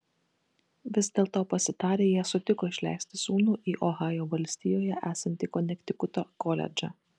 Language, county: Lithuanian, Kaunas